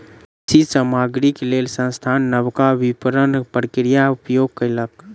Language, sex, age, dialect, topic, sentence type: Maithili, male, 25-30, Southern/Standard, agriculture, statement